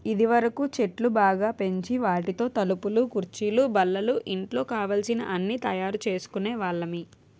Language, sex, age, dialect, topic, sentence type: Telugu, female, 18-24, Utterandhra, agriculture, statement